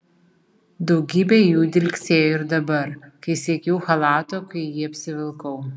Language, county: Lithuanian, Vilnius